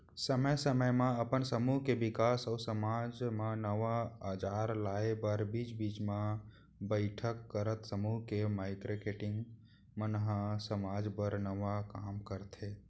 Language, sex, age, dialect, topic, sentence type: Chhattisgarhi, male, 25-30, Central, banking, statement